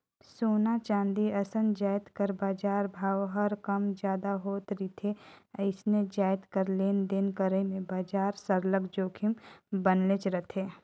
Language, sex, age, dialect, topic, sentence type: Chhattisgarhi, female, 18-24, Northern/Bhandar, banking, statement